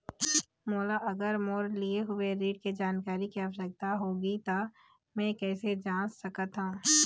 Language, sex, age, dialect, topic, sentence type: Chhattisgarhi, female, 25-30, Eastern, banking, question